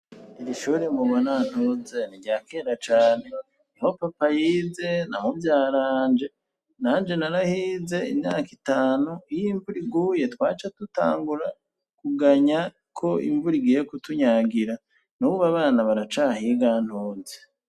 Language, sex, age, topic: Rundi, male, 36-49, education